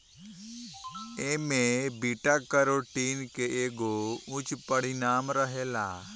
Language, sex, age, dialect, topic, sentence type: Bhojpuri, male, 18-24, Northern, agriculture, statement